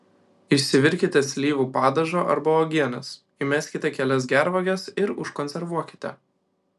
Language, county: Lithuanian, Kaunas